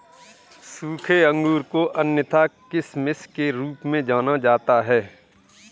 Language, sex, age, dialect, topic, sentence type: Hindi, male, 31-35, Kanauji Braj Bhasha, agriculture, statement